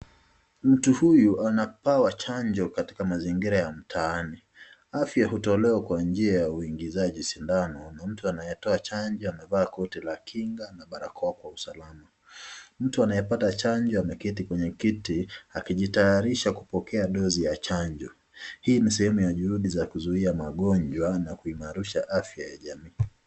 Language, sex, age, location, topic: Swahili, male, 25-35, Nakuru, health